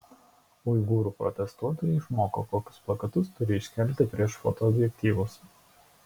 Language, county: Lithuanian, Šiauliai